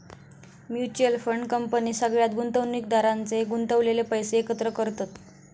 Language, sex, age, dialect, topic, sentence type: Marathi, female, 18-24, Southern Konkan, banking, statement